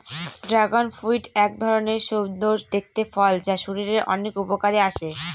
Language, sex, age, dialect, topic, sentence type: Bengali, female, 36-40, Northern/Varendri, agriculture, statement